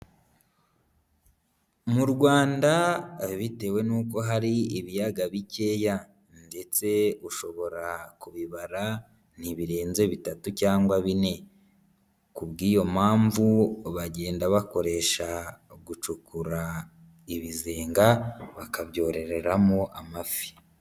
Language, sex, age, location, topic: Kinyarwanda, female, 18-24, Nyagatare, agriculture